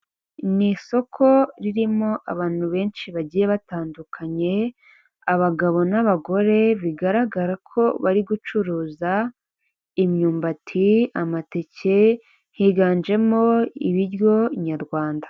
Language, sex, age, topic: Kinyarwanda, female, 18-24, finance